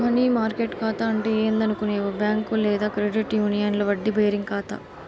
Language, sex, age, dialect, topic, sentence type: Telugu, female, 18-24, Southern, banking, statement